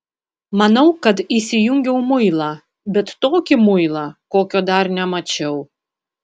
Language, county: Lithuanian, Panevėžys